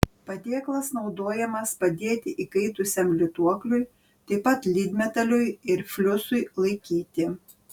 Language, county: Lithuanian, Panevėžys